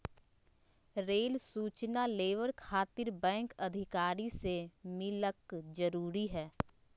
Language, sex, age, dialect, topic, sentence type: Magahi, female, 25-30, Southern, banking, question